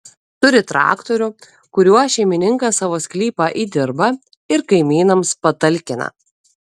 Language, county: Lithuanian, Kaunas